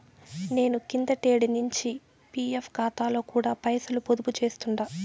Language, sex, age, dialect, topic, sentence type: Telugu, female, 18-24, Southern, banking, statement